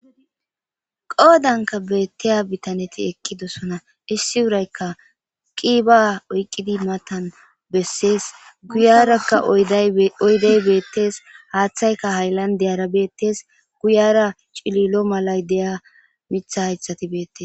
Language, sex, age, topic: Gamo, female, 25-35, agriculture